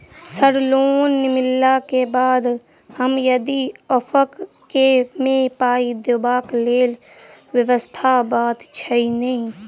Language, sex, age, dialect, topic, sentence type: Maithili, female, 46-50, Southern/Standard, banking, question